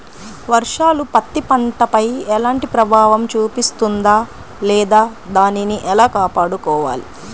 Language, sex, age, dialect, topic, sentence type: Telugu, female, 25-30, Central/Coastal, agriculture, question